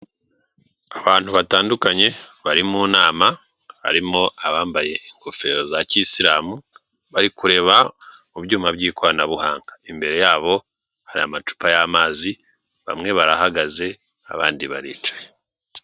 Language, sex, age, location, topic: Kinyarwanda, male, 36-49, Kigali, government